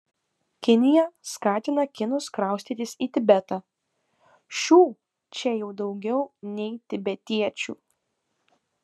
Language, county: Lithuanian, Kaunas